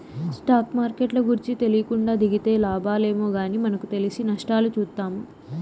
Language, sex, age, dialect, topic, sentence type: Telugu, female, 18-24, Southern, banking, statement